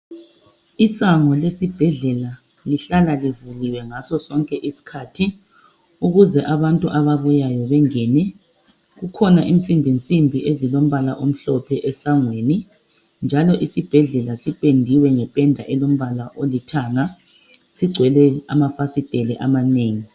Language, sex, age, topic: North Ndebele, male, 36-49, health